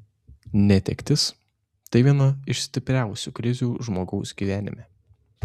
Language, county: Lithuanian, Šiauliai